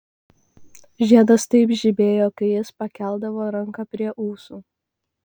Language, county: Lithuanian, Kaunas